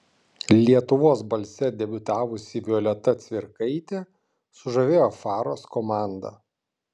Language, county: Lithuanian, Klaipėda